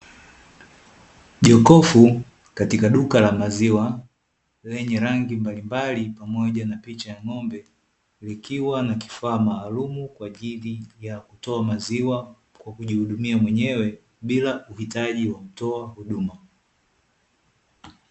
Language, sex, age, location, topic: Swahili, male, 25-35, Dar es Salaam, finance